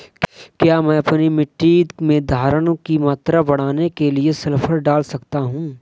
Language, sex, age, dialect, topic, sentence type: Hindi, male, 25-30, Awadhi Bundeli, agriculture, question